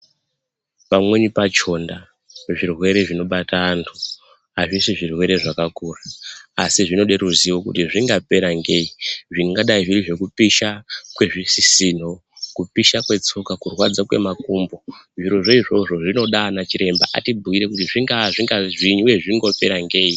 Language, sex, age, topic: Ndau, male, 18-24, health